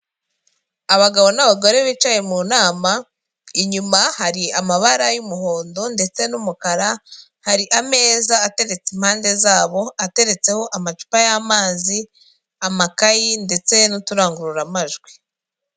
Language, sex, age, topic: Kinyarwanda, female, 25-35, government